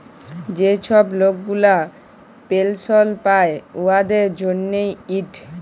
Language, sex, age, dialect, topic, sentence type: Bengali, male, 18-24, Jharkhandi, banking, statement